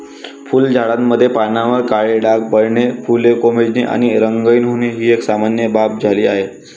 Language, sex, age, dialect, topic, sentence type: Marathi, male, 18-24, Varhadi, agriculture, statement